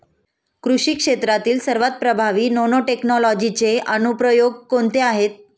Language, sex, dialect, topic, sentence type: Marathi, female, Standard Marathi, agriculture, question